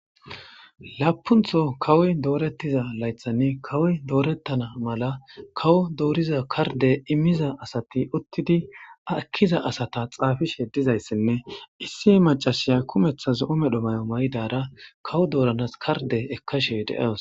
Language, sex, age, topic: Gamo, female, 18-24, government